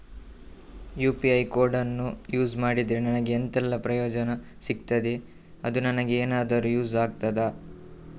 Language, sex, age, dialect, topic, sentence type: Kannada, male, 31-35, Coastal/Dakshin, banking, question